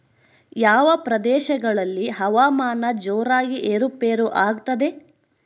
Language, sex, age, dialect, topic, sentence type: Kannada, female, 60-100, Central, agriculture, question